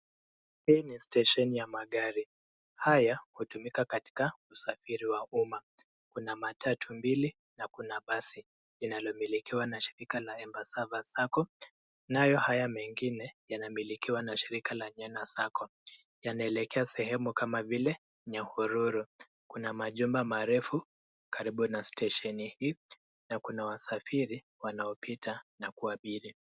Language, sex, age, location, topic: Swahili, male, 25-35, Nairobi, government